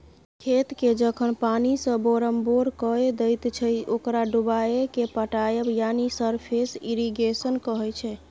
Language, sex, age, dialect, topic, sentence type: Maithili, female, 31-35, Bajjika, agriculture, statement